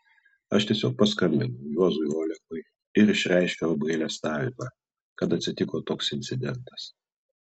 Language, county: Lithuanian, Klaipėda